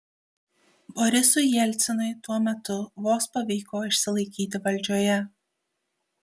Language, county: Lithuanian, Kaunas